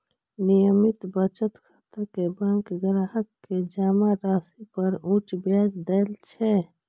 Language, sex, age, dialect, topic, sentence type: Maithili, female, 25-30, Eastern / Thethi, banking, statement